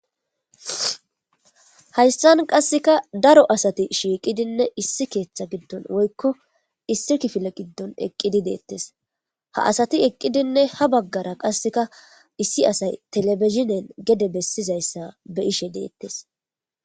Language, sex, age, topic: Gamo, female, 25-35, government